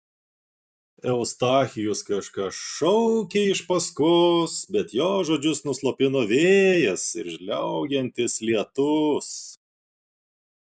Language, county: Lithuanian, Klaipėda